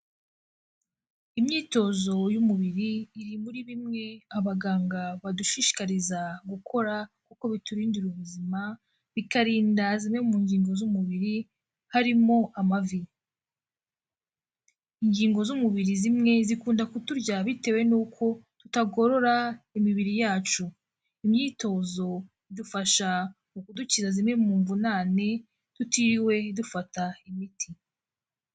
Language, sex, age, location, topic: Kinyarwanda, female, 18-24, Kigali, health